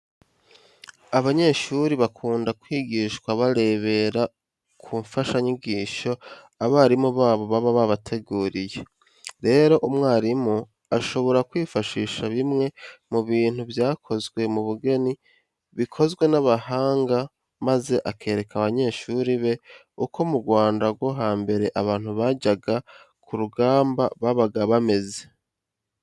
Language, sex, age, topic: Kinyarwanda, male, 25-35, education